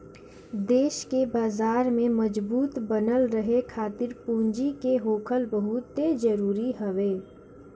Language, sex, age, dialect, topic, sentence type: Bhojpuri, female, <18, Northern, banking, statement